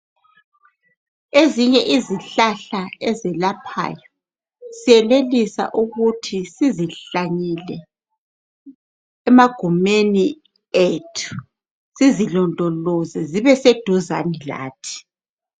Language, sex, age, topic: North Ndebele, female, 36-49, health